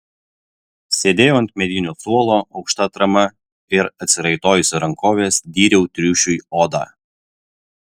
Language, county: Lithuanian, Vilnius